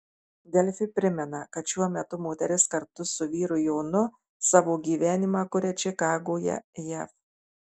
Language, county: Lithuanian, Marijampolė